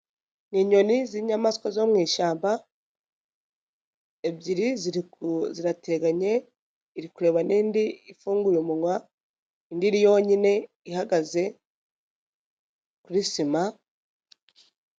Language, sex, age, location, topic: Kinyarwanda, female, 25-35, Nyagatare, agriculture